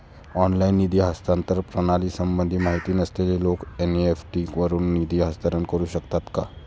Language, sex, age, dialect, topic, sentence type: Marathi, male, 25-30, Standard Marathi, banking, question